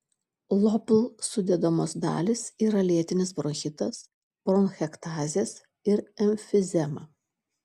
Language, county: Lithuanian, Šiauliai